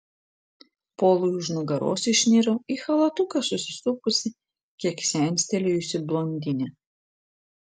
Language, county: Lithuanian, Panevėžys